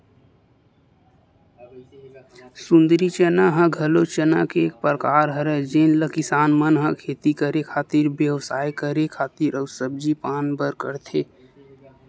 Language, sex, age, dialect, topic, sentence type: Chhattisgarhi, male, 18-24, Western/Budati/Khatahi, agriculture, statement